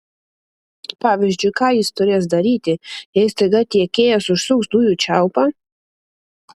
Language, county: Lithuanian, Panevėžys